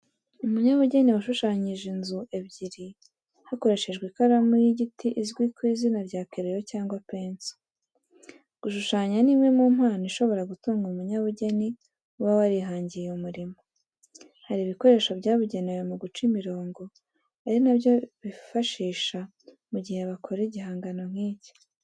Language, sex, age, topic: Kinyarwanda, female, 18-24, education